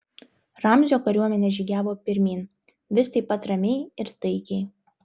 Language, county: Lithuanian, Vilnius